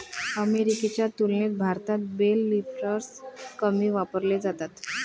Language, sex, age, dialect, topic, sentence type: Marathi, male, 31-35, Varhadi, agriculture, statement